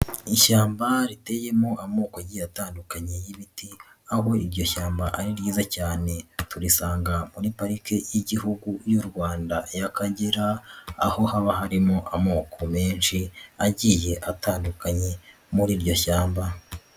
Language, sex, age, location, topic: Kinyarwanda, male, 18-24, Nyagatare, agriculture